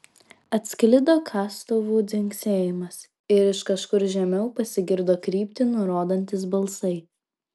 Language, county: Lithuanian, Vilnius